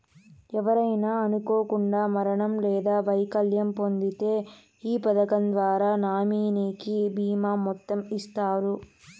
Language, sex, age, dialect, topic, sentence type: Telugu, female, 18-24, Southern, banking, statement